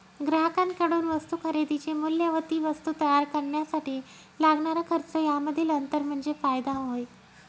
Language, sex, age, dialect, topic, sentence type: Marathi, female, 31-35, Northern Konkan, banking, statement